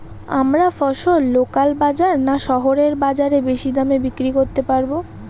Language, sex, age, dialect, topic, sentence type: Bengali, female, 31-35, Rajbangshi, agriculture, question